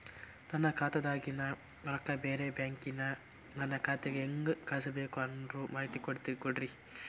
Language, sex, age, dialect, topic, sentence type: Kannada, male, 46-50, Dharwad Kannada, banking, question